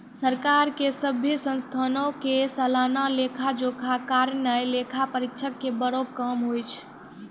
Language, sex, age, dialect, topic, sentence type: Maithili, female, 18-24, Angika, banking, statement